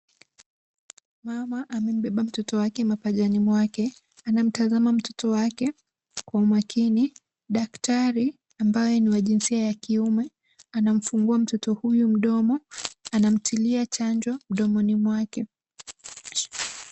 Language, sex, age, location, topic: Swahili, female, 18-24, Kisumu, health